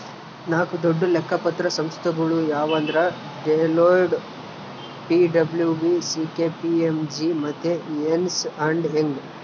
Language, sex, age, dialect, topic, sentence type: Kannada, male, 18-24, Central, banking, statement